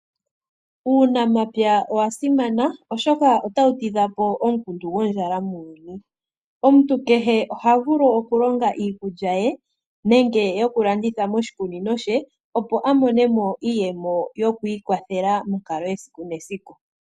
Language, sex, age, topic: Oshiwambo, female, 25-35, agriculture